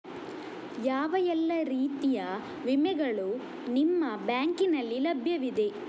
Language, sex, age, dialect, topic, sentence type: Kannada, male, 36-40, Coastal/Dakshin, banking, question